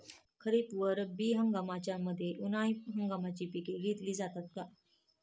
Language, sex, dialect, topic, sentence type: Marathi, female, Standard Marathi, agriculture, question